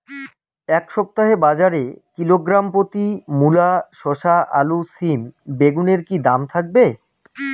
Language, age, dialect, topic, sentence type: Bengali, 25-30, Rajbangshi, agriculture, question